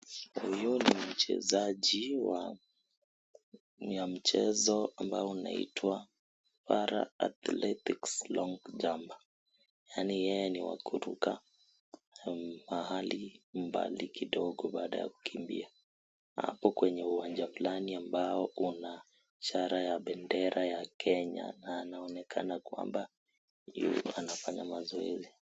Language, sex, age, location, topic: Swahili, male, 18-24, Kisii, education